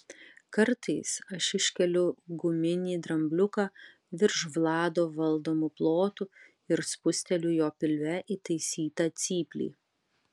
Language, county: Lithuanian, Utena